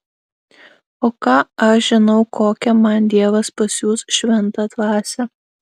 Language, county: Lithuanian, Alytus